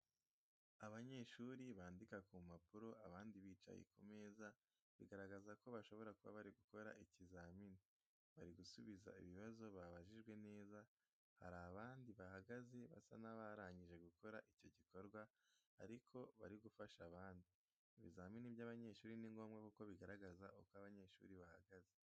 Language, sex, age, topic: Kinyarwanda, male, 18-24, education